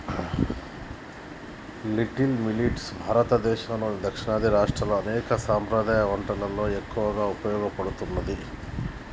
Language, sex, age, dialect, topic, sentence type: Telugu, male, 41-45, Telangana, agriculture, statement